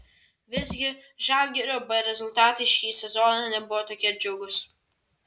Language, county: Lithuanian, Vilnius